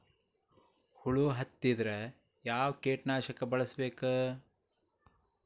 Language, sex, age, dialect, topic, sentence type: Kannada, male, 46-50, Dharwad Kannada, agriculture, question